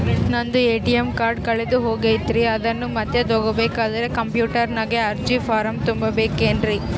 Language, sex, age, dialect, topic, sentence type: Kannada, female, 36-40, Central, banking, question